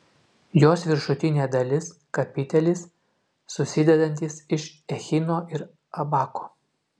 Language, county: Lithuanian, Utena